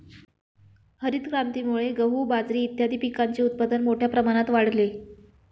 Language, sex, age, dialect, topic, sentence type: Marathi, female, 25-30, Standard Marathi, agriculture, statement